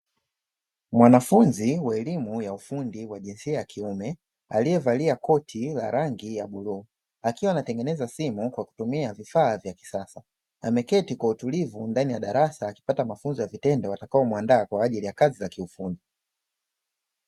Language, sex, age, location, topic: Swahili, male, 25-35, Dar es Salaam, education